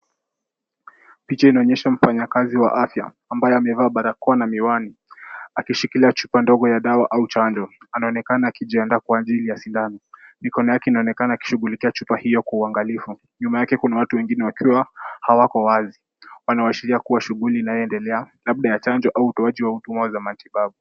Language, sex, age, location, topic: Swahili, male, 18-24, Kisumu, health